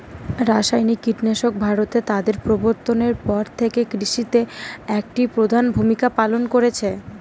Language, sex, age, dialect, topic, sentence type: Bengali, female, 18-24, Northern/Varendri, agriculture, statement